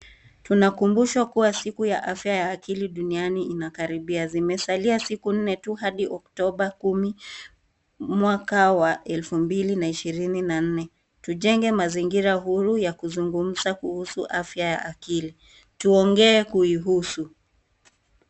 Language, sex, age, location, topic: Swahili, female, 18-24, Nairobi, health